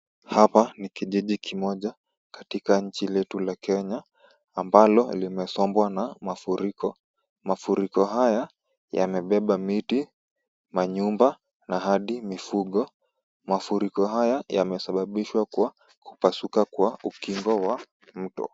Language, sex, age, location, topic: Swahili, female, 25-35, Kisumu, health